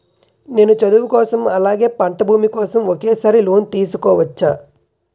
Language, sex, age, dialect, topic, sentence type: Telugu, male, 25-30, Utterandhra, banking, question